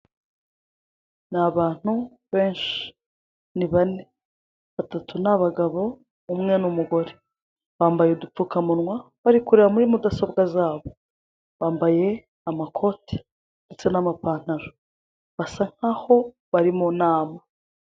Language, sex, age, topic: Kinyarwanda, female, 25-35, government